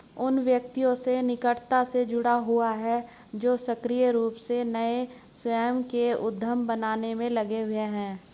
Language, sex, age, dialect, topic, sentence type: Hindi, female, 56-60, Hindustani Malvi Khadi Boli, banking, statement